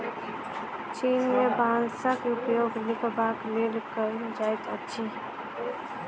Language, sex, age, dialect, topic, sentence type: Maithili, female, 18-24, Southern/Standard, agriculture, statement